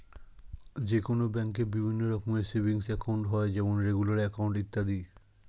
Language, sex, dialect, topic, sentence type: Bengali, male, Standard Colloquial, banking, statement